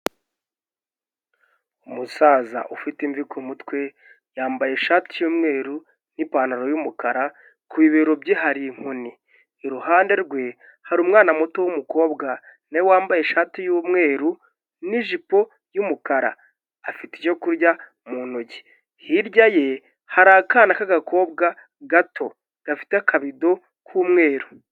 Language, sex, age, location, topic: Kinyarwanda, male, 25-35, Kigali, health